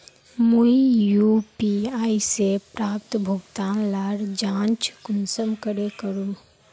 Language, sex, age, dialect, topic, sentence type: Magahi, female, 51-55, Northeastern/Surjapuri, banking, question